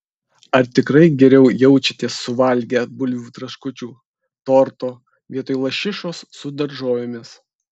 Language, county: Lithuanian, Kaunas